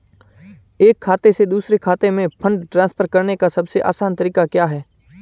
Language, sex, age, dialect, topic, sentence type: Hindi, male, 18-24, Marwari Dhudhari, banking, question